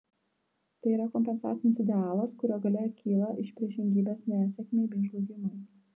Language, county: Lithuanian, Vilnius